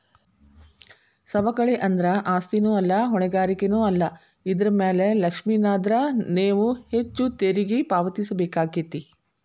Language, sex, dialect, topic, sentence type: Kannada, female, Dharwad Kannada, banking, statement